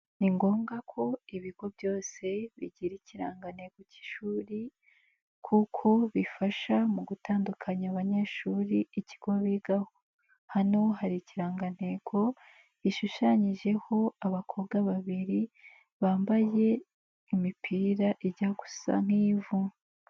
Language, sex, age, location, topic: Kinyarwanda, female, 18-24, Nyagatare, education